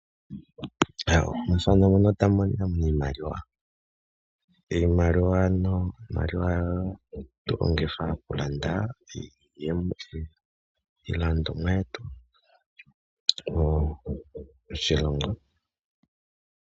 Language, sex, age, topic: Oshiwambo, male, 18-24, finance